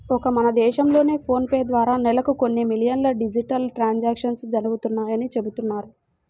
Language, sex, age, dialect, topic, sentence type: Telugu, female, 18-24, Central/Coastal, banking, statement